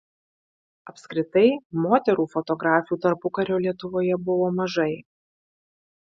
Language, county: Lithuanian, Vilnius